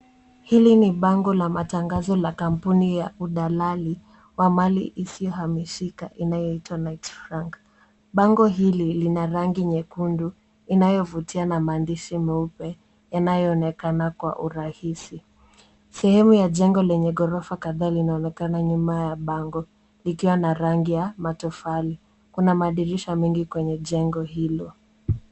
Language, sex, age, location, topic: Swahili, female, 18-24, Nairobi, finance